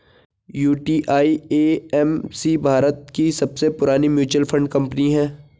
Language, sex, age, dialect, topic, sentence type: Hindi, male, 18-24, Garhwali, banking, statement